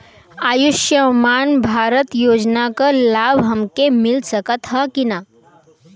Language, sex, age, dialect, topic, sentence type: Bhojpuri, female, 18-24, Western, banking, question